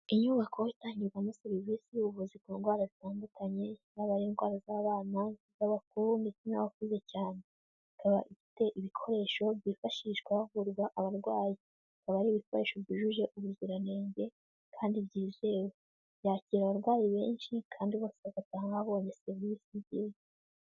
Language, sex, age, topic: Kinyarwanda, female, 18-24, health